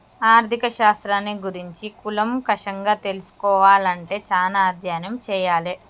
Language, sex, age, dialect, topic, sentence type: Telugu, female, 25-30, Telangana, banking, statement